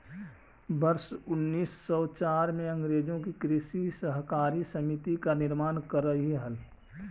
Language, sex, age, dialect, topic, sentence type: Magahi, male, 25-30, Central/Standard, agriculture, statement